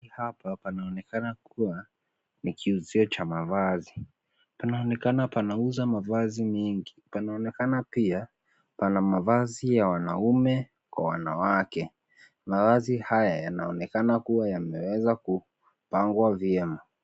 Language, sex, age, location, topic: Swahili, male, 18-24, Nairobi, finance